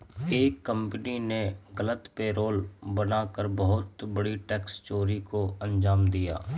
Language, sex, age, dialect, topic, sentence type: Hindi, male, 36-40, Marwari Dhudhari, banking, statement